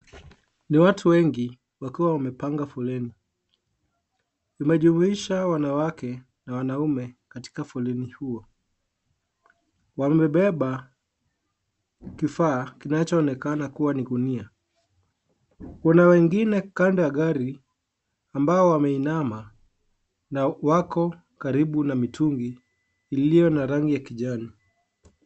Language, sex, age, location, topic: Swahili, male, 18-24, Kisii, health